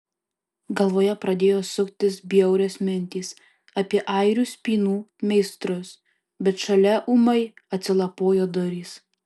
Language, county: Lithuanian, Alytus